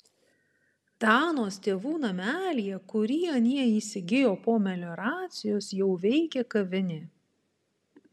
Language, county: Lithuanian, Panevėžys